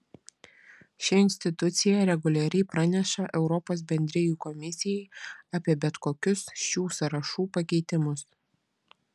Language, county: Lithuanian, Vilnius